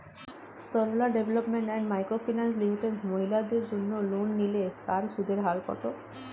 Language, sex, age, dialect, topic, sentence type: Bengali, female, 31-35, Standard Colloquial, banking, question